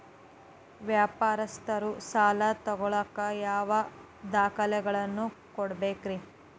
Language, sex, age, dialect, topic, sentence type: Kannada, female, 18-24, Dharwad Kannada, banking, question